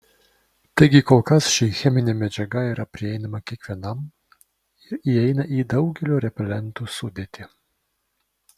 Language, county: Lithuanian, Vilnius